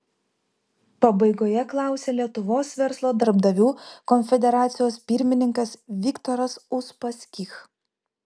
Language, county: Lithuanian, Vilnius